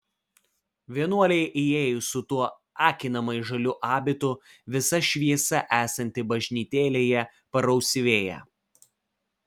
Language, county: Lithuanian, Vilnius